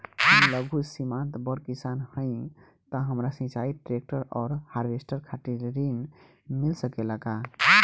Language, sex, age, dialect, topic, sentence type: Bhojpuri, male, 18-24, Southern / Standard, banking, question